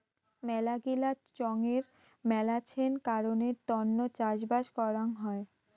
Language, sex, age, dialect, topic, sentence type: Bengali, female, 18-24, Rajbangshi, agriculture, statement